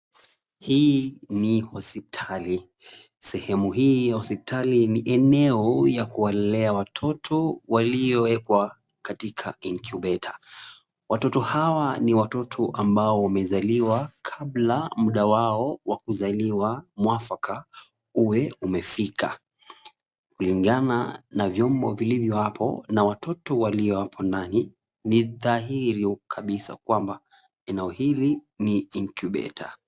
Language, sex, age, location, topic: Swahili, male, 25-35, Kisumu, health